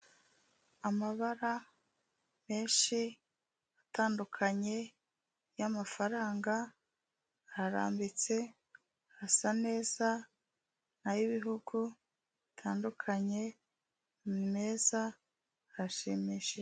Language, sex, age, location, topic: Kinyarwanda, female, 36-49, Kigali, finance